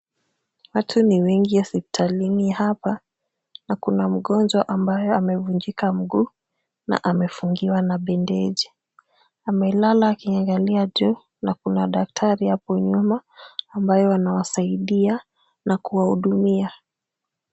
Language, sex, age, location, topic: Swahili, female, 18-24, Kisumu, health